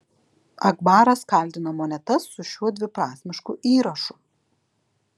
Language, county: Lithuanian, Alytus